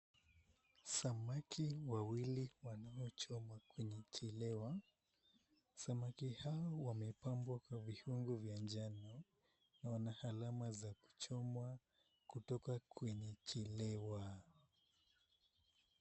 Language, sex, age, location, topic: Swahili, male, 18-24, Mombasa, agriculture